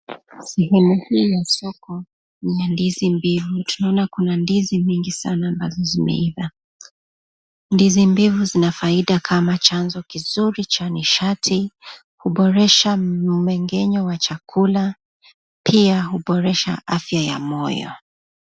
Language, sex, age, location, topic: Swahili, female, 25-35, Nakuru, agriculture